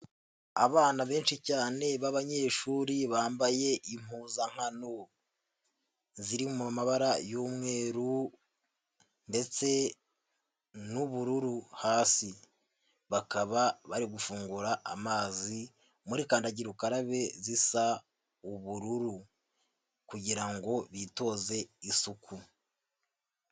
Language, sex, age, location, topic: Kinyarwanda, male, 50+, Huye, health